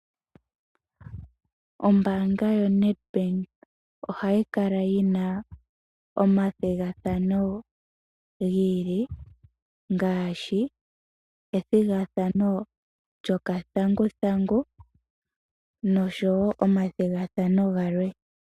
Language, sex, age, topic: Oshiwambo, female, 18-24, finance